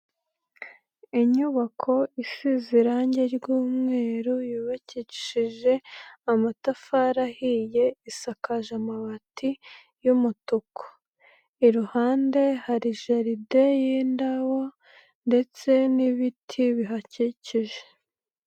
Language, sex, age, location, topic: Kinyarwanda, male, 25-35, Nyagatare, finance